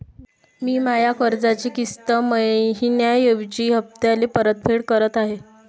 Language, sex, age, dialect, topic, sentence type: Marathi, female, 18-24, Varhadi, banking, statement